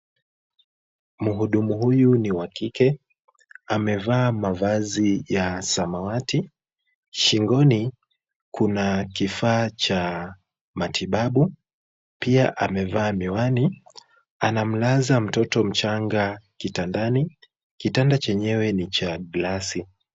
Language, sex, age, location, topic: Swahili, female, 25-35, Kisumu, health